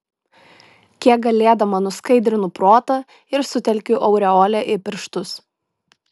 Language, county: Lithuanian, Šiauliai